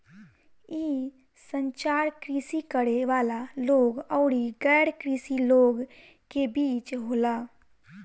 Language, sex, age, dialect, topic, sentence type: Bhojpuri, female, 18-24, Northern, agriculture, statement